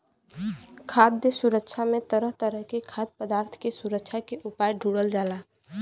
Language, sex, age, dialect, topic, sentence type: Bhojpuri, female, 18-24, Western, agriculture, statement